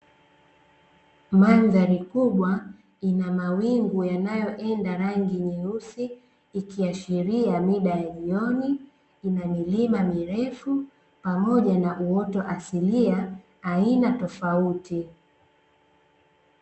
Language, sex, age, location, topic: Swahili, female, 25-35, Dar es Salaam, agriculture